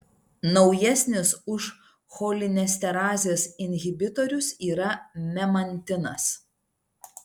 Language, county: Lithuanian, Klaipėda